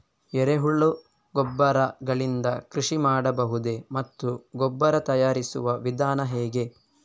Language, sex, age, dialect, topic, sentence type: Kannada, male, 18-24, Coastal/Dakshin, agriculture, question